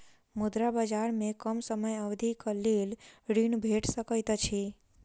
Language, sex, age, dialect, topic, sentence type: Maithili, female, 51-55, Southern/Standard, banking, statement